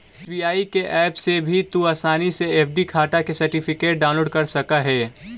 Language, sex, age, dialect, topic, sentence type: Magahi, male, 18-24, Central/Standard, agriculture, statement